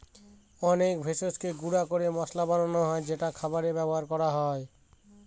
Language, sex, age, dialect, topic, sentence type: Bengali, male, 25-30, Northern/Varendri, agriculture, statement